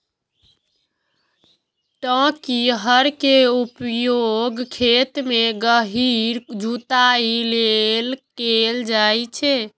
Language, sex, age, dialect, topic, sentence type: Maithili, female, 18-24, Eastern / Thethi, agriculture, statement